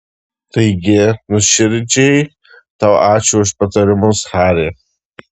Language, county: Lithuanian, Šiauliai